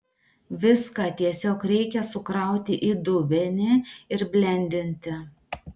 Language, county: Lithuanian, Klaipėda